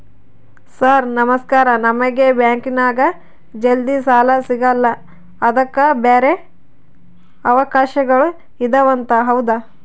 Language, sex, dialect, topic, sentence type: Kannada, female, Central, banking, question